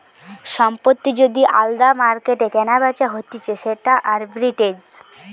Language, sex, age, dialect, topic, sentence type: Bengali, female, 18-24, Western, banking, statement